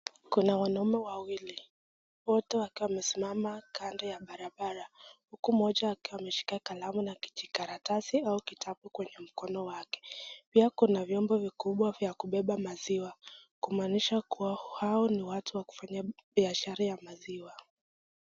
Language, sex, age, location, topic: Swahili, female, 25-35, Nakuru, agriculture